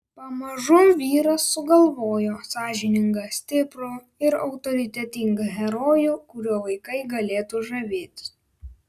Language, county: Lithuanian, Vilnius